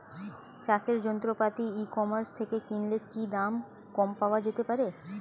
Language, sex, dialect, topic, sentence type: Bengali, female, Standard Colloquial, agriculture, question